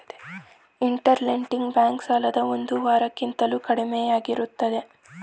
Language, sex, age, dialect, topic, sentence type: Kannada, male, 18-24, Mysore Kannada, banking, statement